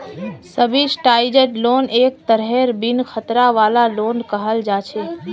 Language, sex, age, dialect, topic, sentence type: Magahi, female, 18-24, Northeastern/Surjapuri, banking, statement